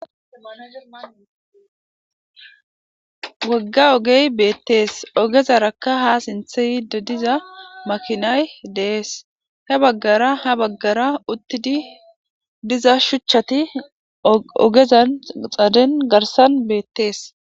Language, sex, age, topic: Gamo, female, 25-35, government